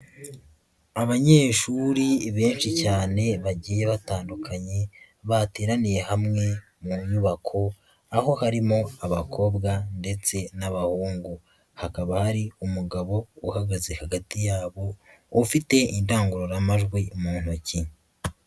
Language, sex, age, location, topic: Kinyarwanda, female, 50+, Nyagatare, education